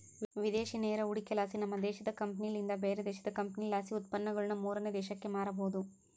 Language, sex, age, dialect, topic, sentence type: Kannada, female, 18-24, Central, banking, statement